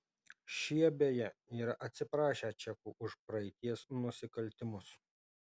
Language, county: Lithuanian, Alytus